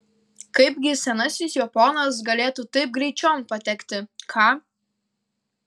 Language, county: Lithuanian, Kaunas